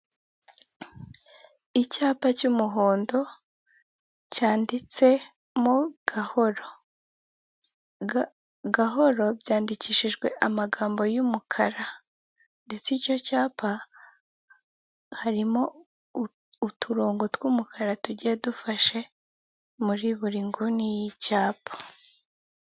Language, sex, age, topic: Kinyarwanda, female, 18-24, government